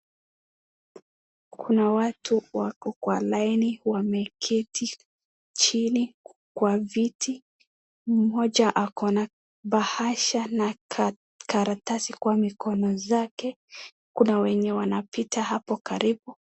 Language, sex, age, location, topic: Swahili, male, 18-24, Wajir, government